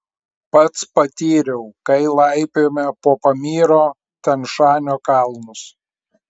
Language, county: Lithuanian, Klaipėda